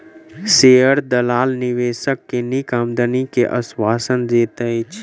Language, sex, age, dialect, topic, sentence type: Maithili, male, 25-30, Southern/Standard, banking, statement